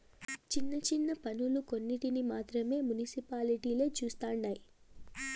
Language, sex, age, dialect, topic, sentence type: Telugu, female, 18-24, Southern, banking, statement